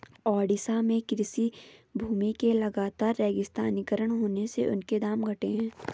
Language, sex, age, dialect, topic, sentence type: Hindi, female, 18-24, Garhwali, agriculture, statement